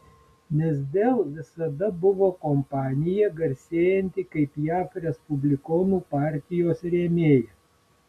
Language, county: Lithuanian, Vilnius